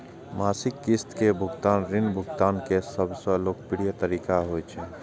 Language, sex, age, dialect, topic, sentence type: Maithili, male, 25-30, Eastern / Thethi, banking, statement